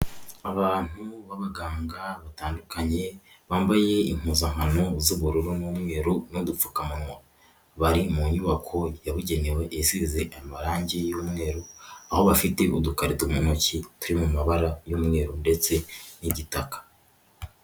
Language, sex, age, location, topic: Kinyarwanda, female, 18-24, Huye, health